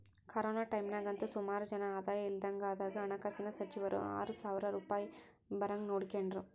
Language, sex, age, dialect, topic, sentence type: Kannada, female, 18-24, Central, banking, statement